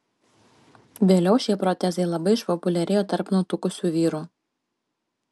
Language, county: Lithuanian, Panevėžys